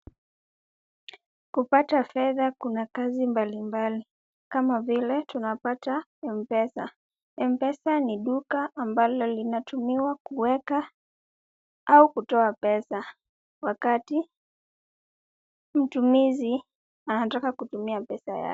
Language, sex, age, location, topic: Swahili, female, 18-24, Kisumu, finance